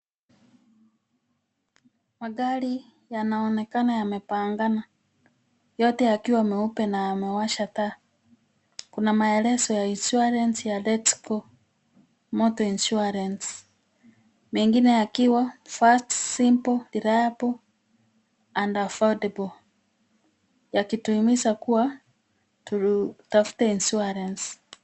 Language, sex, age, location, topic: Swahili, female, 50+, Kisumu, finance